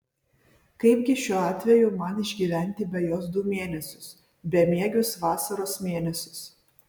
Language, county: Lithuanian, Vilnius